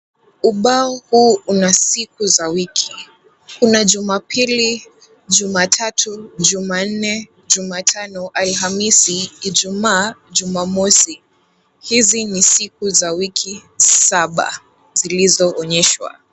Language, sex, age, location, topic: Swahili, female, 18-24, Kisumu, education